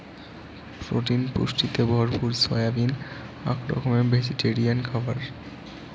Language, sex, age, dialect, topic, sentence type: Bengali, male, 18-24, Rajbangshi, agriculture, statement